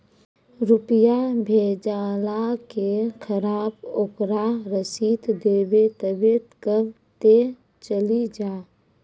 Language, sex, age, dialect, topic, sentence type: Maithili, female, 25-30, Angika, banking, question